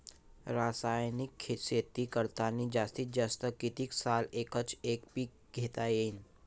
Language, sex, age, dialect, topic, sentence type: Marathi, male, 18-24, Varhadi, agriculture, question